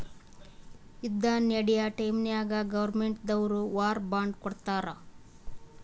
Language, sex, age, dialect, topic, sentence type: Kannada, female, 18-24, Northeastern, banking, statement